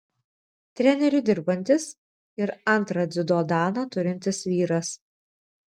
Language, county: Lithuanian, Vilnius